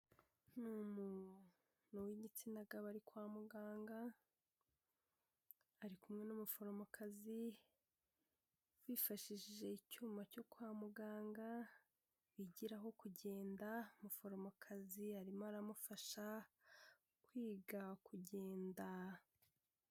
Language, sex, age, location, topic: Kinyarwanda, female, 18-24, Kigali, health